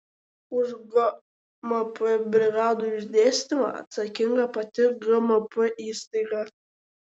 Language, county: Lithuanian, Šiauliai